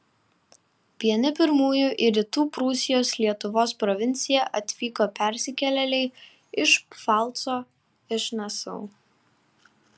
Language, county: Lithuanian, Vilnius